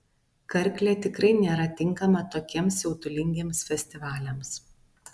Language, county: Lithuanian, Alytus